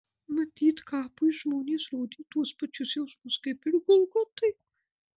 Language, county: Lithuanian, Marijampolė